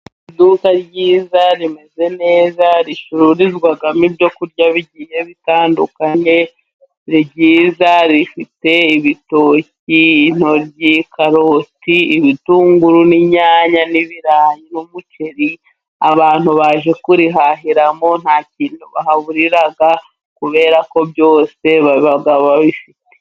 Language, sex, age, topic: Kinyarwanda, female, 25-35, finance